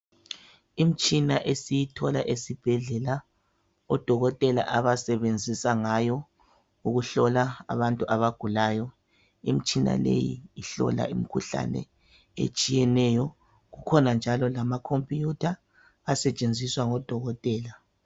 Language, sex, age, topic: North Ndebele, female, 25-35, health